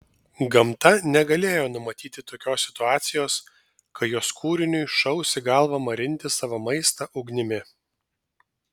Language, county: Lithuanian, Vilnius